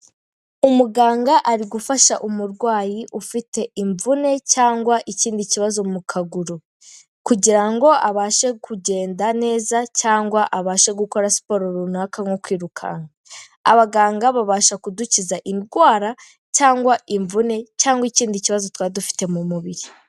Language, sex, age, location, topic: Kinyarwanda, female, 18-24, Kigali, health